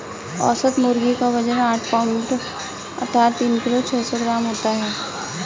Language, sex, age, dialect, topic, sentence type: Hindi, female, 31-35, Kanauji Braj Bhasha, agriculture, statement